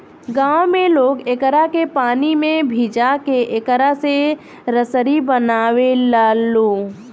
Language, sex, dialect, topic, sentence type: Bhojpuri, female, Southern / Standard, agriculture, statement